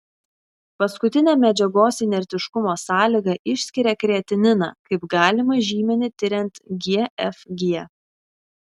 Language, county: Lithuanian, Šiauliai